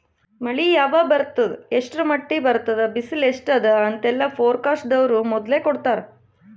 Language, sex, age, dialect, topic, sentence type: Kannada, female, 31-35, Northeastern, agriculture, statement